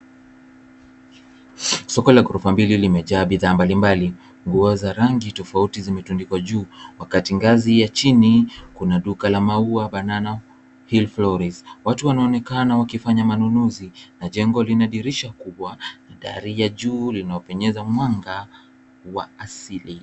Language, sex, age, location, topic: Swahili, male, 18-24, Nairobi, finance